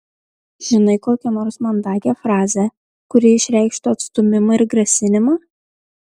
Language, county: Lithuanian, Tauragė